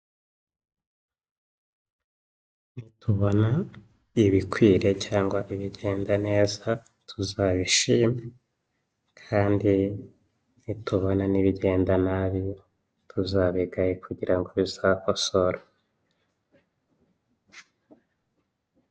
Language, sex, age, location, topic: Kinyarwanda, male, 25-35, Huye, health